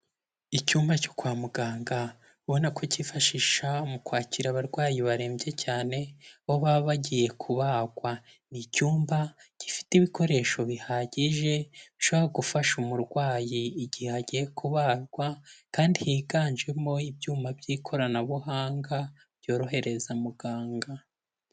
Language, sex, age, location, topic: Kinyarwanda, male, 18-24, Kigali, health